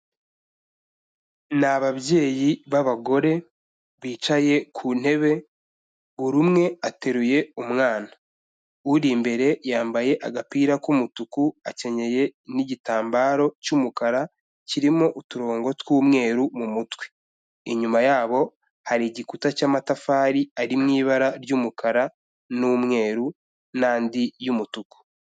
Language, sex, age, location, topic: Kinyarwanda, male, 25-35, Kigali, health